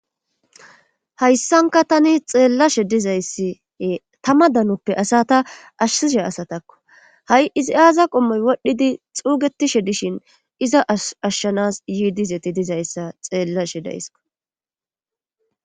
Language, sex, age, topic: Gamo, female, 18-24, government